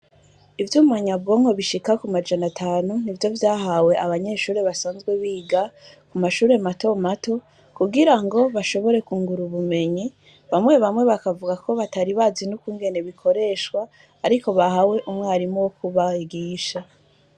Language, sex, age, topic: Rundi, female, 25-35, education